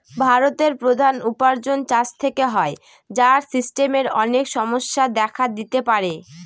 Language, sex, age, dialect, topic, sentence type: Bengali, female, <18, Northern/Varendri, agriculture, statement